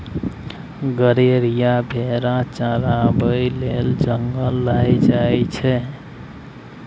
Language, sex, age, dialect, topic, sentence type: Maithili, male, 18-24, Bajjika, agriculture, statement